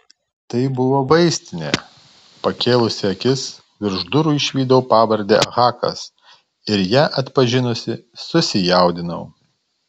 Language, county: Lithuanian, Tauragė